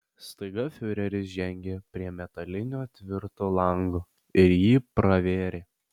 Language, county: Lithuanian, Alytus